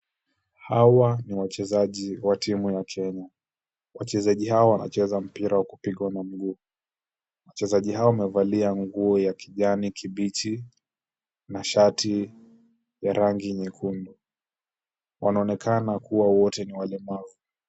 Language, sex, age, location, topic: Swahili, male, 18-24, Kisumu, education